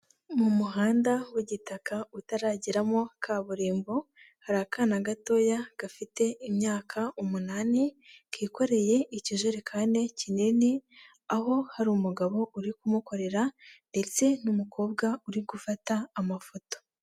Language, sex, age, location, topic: Kinyarwanda, female, 25-35, Huye, health